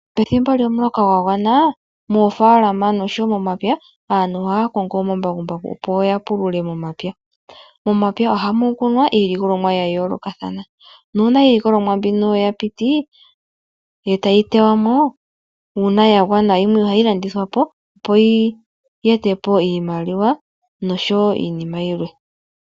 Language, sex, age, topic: Oshiwambo, female, 36-49, agriculture